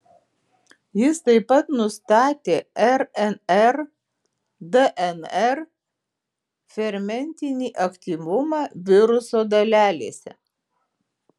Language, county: Lithuanian, Alytus